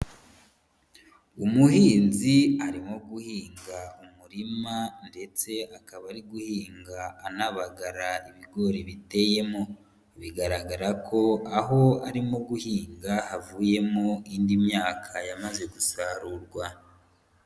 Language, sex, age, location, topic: Kinyarwanda, female, 18-24, Huye, agriculture